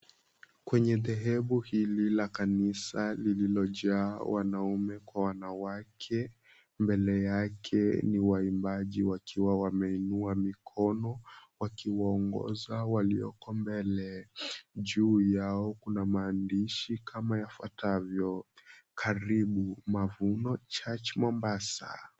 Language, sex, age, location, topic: Swahili, male, 18-24, Mombasa, government